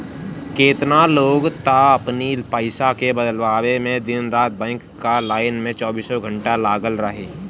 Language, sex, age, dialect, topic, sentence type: Bhojpuri, male, <18, Northern, banking, statement